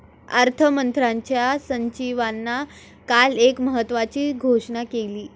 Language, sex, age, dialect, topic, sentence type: Marathi, female, 18-24, Standard Marathi, banking, statement